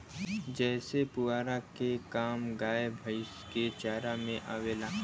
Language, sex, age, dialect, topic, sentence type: Bhojpuri, male, 18-24, Western, agriculture, statement